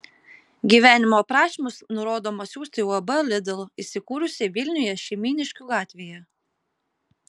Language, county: Lithuanian, Kaunas